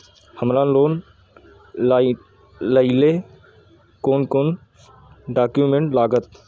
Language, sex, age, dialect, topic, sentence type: Maithili, male, 18-24, Eastern / Thethi, banking, question